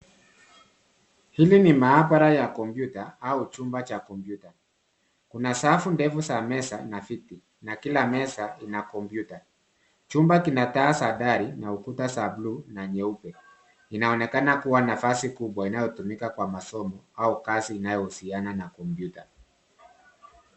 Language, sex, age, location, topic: Swahili, male, 50+, Nairobi, education